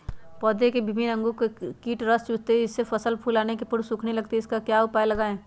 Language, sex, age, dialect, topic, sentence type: Magahi, female, 25-30, Western, agriculture, question